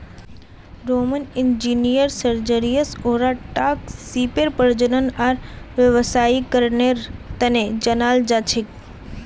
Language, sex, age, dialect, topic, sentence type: Magahi, female, 25-30, Northeastern/Surjapuri, agriculture, statement